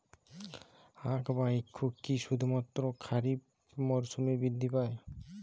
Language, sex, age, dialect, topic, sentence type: Bengali, male, 18-24, Jharkhandi, agriculture, question